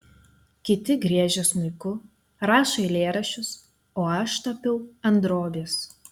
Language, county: Lithuanian, Telšiai